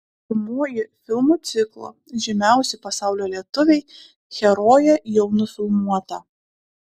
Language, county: Lithuanian, Klaipėda